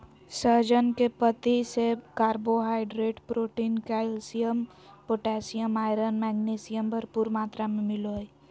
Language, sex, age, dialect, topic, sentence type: Magahi, female, 18-24, Southern, agriculture, statement